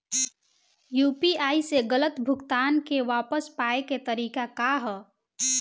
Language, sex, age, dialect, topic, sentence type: Bhojpuri, female, 18-24, Southern / Standard, banking, question